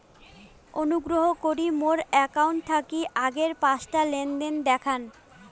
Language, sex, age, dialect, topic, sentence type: Bengali, female, 25-30, Rajbangshi, banking, statement